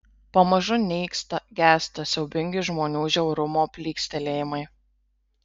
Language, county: Lithuanian, Marijampolė